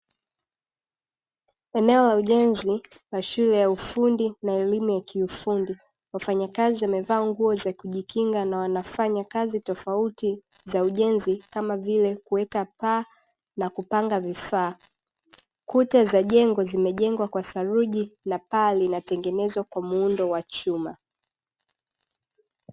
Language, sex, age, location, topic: Swahili, female, 18-24, Dar es Salaam, education